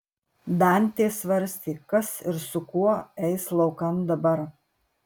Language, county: Lithuanian, Marijampolė